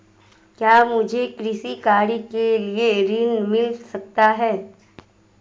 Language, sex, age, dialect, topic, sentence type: Hindi, female, 25-30, Marwari Dhudhari, banking, question